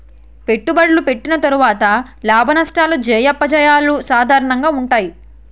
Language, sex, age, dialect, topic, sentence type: Telugu, female, 18-24, Utterandhra, banking, statement